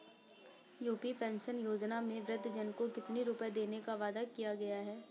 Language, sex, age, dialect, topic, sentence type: Hindi, female, 18-24, Awadhi Bundeli, banking, question